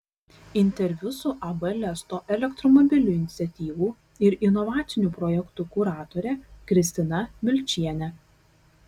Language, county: Lithuanian, Kaunas